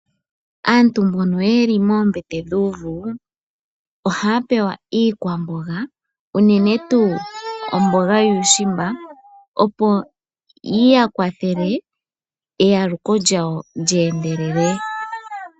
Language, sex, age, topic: Oshiwambo, female, 25-35, agriculture